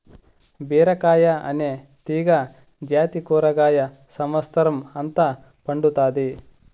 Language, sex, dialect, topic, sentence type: Telugu, male, Southern, agriculture, statement